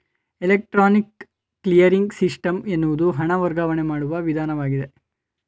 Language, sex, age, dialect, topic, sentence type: Kannada, male, 18-24, Mysore Kannada, banking, statement